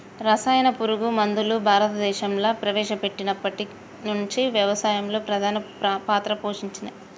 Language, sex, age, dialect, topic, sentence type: Telugu, female, 31-35, Telangana, agriculture, statement